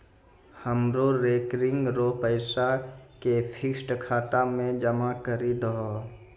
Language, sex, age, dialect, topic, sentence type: Maithili, male, 25-30, Angika, banking, statement